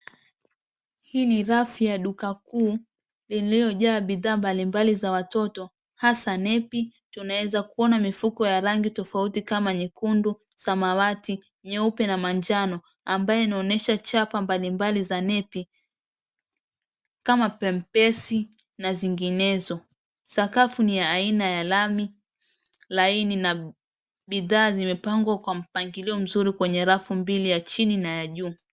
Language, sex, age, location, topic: Swahili, female, 25-35, Mombasa, government